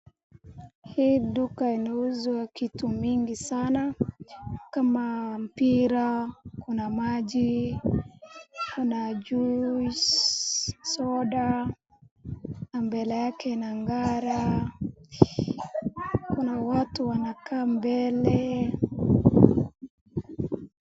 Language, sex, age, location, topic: Swahili, female, 25-35, Wajir, finance